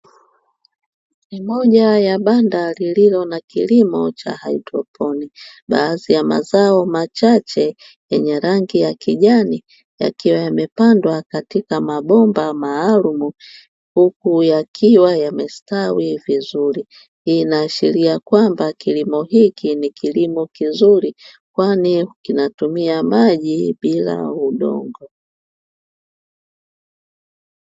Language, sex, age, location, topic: Swahili, female, 25-35, Dar es Salaam, agriculture